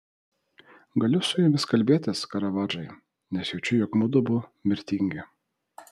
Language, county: Lithuanian, Vilnius